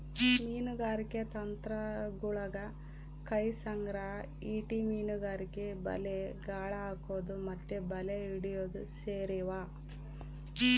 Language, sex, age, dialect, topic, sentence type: Kannada, female, 36-40, Central, agriculture, statement